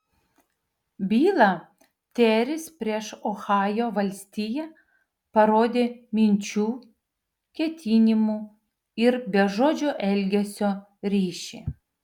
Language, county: Lithuanian, Vilnius